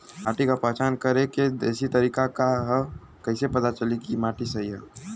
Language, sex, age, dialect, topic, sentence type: Bhojpuri, male, <18, Western, agriculture, question